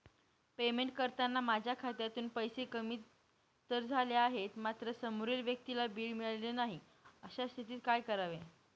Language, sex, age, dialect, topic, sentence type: Marathi, female, 18-24, Northern Konkan, banking, question